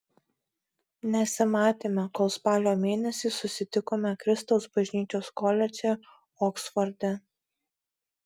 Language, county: Lithuanian, Marijampolė